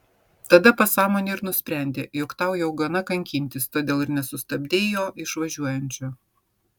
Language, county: Lithuanian, Vilnius